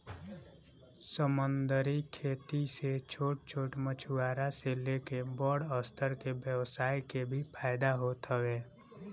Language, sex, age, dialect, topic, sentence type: Bhojpuri, male, 18-24, Northern, agriculture, statement